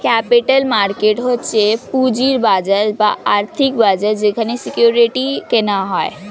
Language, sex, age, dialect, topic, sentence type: Bengali, female, 60-100, Standard Colloquial, banking, statement